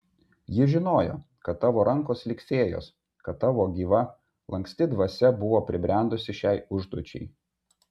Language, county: Lithuanian, Vilnius